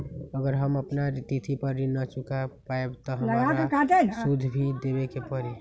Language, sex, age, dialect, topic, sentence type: Magahi, male, 18-24, Western, banking, question